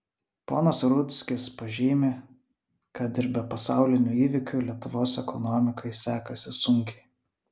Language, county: Lithuanian, Vilnius